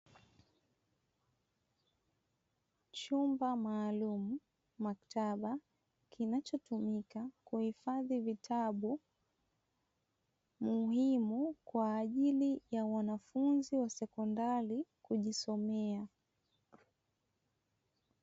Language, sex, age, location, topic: Swahili, female, 25-35, Dar es Salaam, education